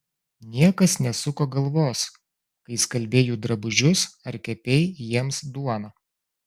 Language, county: Lithuanian, Klaipėda